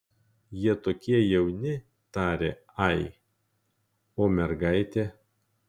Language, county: Lithuanian, Kaunas